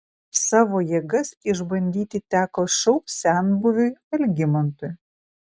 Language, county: Lithuanian, Vilnius